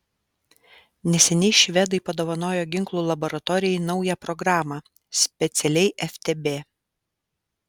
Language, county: Lithuanian, Alytus